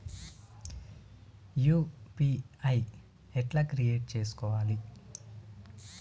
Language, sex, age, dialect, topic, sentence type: Telugu, male, 25-30, Telangana, banking, question